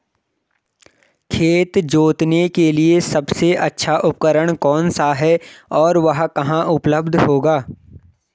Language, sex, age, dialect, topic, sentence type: Hindi, male, 18-24, Garhwali, agriculture, question